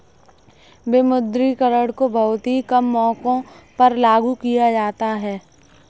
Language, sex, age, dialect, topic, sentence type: Hindi, female, 18-24, Kanauji Braj Bhasha, banking, statement